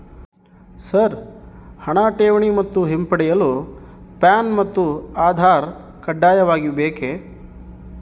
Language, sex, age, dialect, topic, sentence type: Kannada, male, 31-35, Central, banking, question